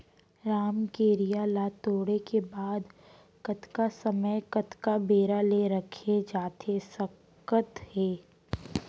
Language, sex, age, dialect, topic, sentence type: Chhattisgarhi, female, 18-24, Central, agriculture, question